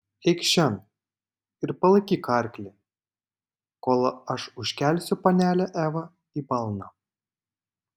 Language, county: Lithuanian, Panevėžys